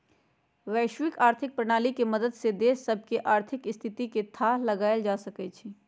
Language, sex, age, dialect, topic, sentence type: Magahi, female, 56-60, Western, banking, statement